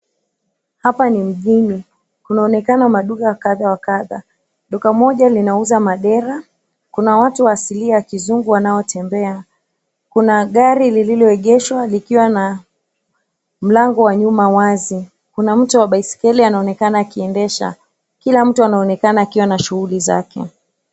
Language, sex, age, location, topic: Swahili, female, 25-35, Mombasa, government